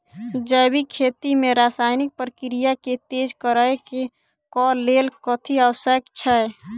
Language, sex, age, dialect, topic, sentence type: Maithili, female, 18-24, Southern/Standard, agriculture, question